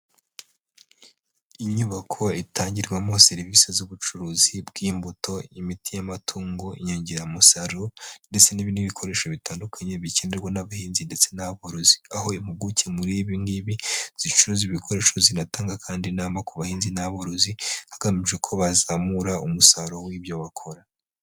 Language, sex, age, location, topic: Kinyarwanda, female, 18-24, Huye, agriculture